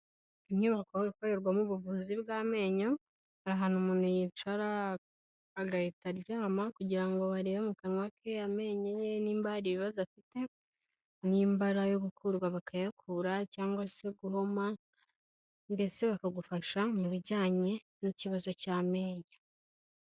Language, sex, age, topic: Kinyarwanda, female, 18-24, health